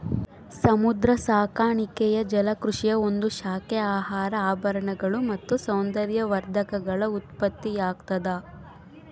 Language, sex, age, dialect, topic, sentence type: Kannada, female, 18-24, Central, agriculture, statement